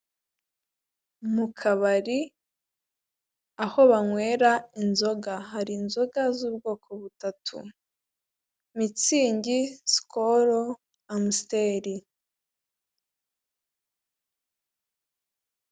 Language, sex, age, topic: Kinyarwanda, female, 18-24, finance